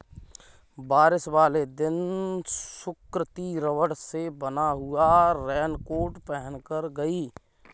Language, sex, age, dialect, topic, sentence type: Hindi, male, 25-30, Kanauji Braj Bhasha, agriculture, statement